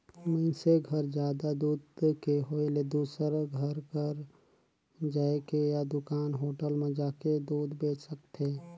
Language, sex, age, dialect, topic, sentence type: Chhattisgarhi, male, 36-40, Northern/Bhandar, agriculture, statement